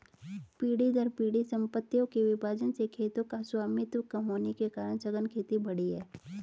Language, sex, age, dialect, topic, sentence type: Hindi, female, 36-40, Hindustani Malvi Khadi Boli, agriculture, statement